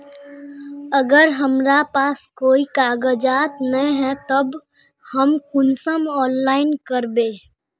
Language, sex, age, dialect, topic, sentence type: Magahi, female, 18-24, Northeastern/Surjapuri, banking, question